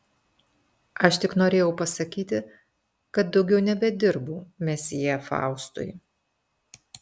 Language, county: Lithuanian, Telšiai